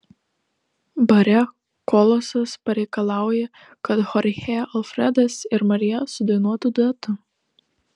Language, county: Lithuanian, Telšiai